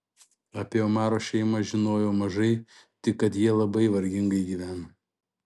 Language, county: Lithuanian, Šiauliai